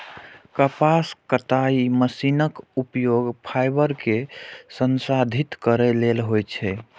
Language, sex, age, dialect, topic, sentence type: Maithili, male, 18-24, Eastern / Thethi, agriculture, statement